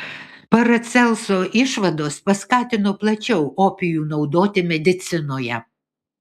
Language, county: Lithuanian, Vilnius